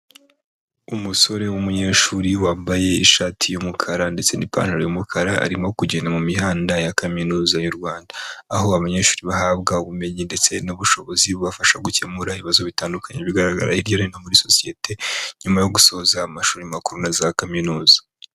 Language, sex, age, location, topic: Kinyarwanda, male, 25-35, Huye, education